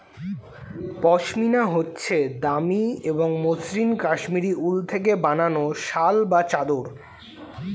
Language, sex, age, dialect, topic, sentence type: Bengali, male, 18-24, Standard Colloquial, agriculture, statement